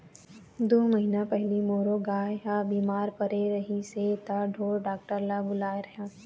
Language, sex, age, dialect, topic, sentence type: Chhattisgarhi, female, 18-24, Eastern, agriculture, statement